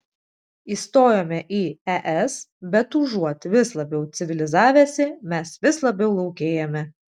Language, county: Lithuanian, Vilnius